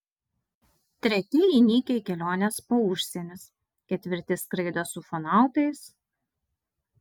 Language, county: Lithuanian, Vilnius